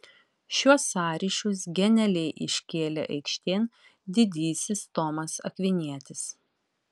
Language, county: Lithuanian, Utena